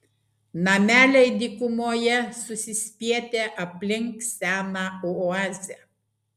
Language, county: Lithuanian, Klaipėda